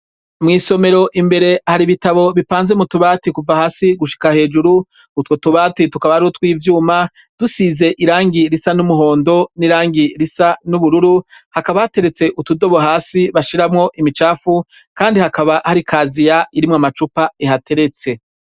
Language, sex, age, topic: Rundi, female, 25-35, education